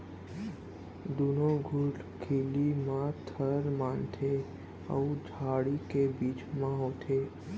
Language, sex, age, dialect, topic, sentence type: Chhattisgarhi, male, 18-24, Central, agriculture, statement